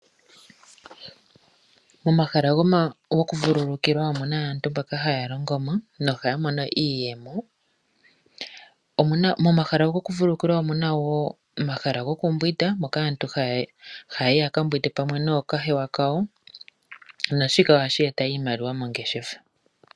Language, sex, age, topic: Oshiwambo, female, 25-35, agriculture